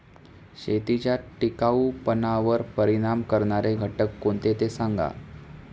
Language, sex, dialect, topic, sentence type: Marathi, male, Standard Marathi, agriculture, statement